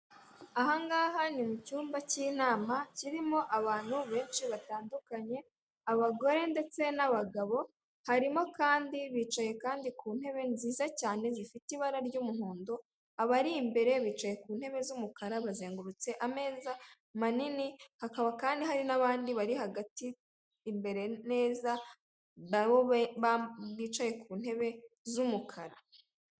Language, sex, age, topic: Kinyarwanda, female, 36-49, government